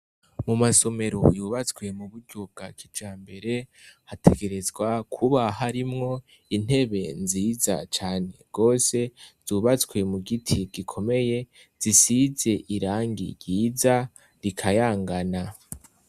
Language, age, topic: Rundi, 18-24, education